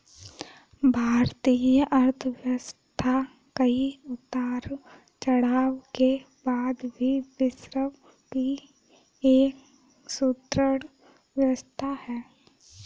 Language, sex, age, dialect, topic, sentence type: Hindi, female, 18-24, Kanauji Braj Bhasha, banking, statement